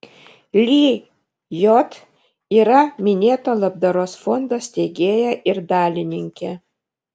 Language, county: Lithuanian, Vilnius